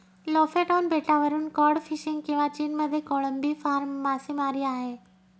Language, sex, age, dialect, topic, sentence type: Marathi, female, 31-35, Northern Konkan, agriculture, statement